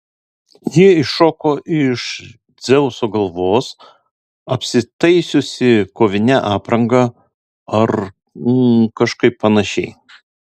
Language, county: Lithuanian, Alytus